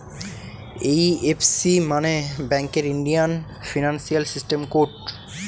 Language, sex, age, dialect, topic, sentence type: Bengali, male, 18-24, Northern/Varendri, banking, statement